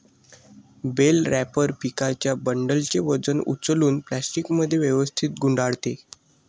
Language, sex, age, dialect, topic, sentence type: Marathi, male, 60-100, Standard Marathi, agriculture, statement